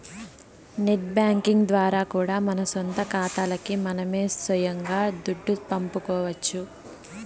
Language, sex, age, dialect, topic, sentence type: Telugu, female, 18-24, Southern, banking, statement